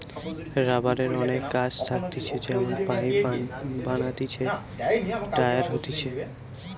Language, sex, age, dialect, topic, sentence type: Bengali, male, 18-24, Western, agriculture, statement